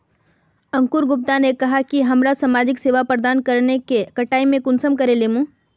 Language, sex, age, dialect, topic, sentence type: Magahi, female, 56-60, Northeastern/Surjapuri, agriculture, question